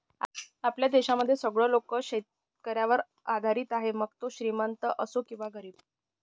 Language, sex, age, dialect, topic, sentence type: Marathi, male, 60-100, Northern Konkan, agriculture, statement